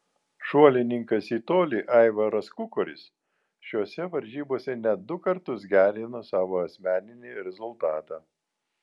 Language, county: Lithuanian, Vilnius